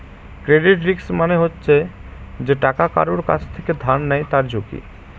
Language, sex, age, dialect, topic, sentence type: Bengali, male, 18-24, Northern/Varendri, banking, statement